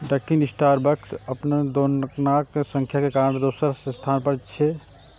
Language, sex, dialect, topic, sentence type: Maithili, male, Eastern / Thethi, agriculture, statement